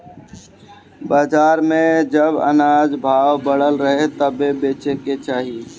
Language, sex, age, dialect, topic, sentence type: Bhojpuri, male, 18-24, Northern, agriculture, statement